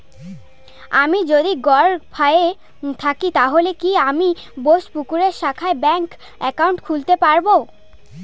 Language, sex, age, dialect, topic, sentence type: Bengali, female, 18-24, Standard Colloquial, banking, question